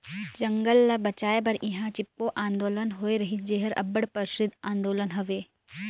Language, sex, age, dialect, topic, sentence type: Chhattisgarhi, female, 18-24, Northern/Bhandar, agriculture, statement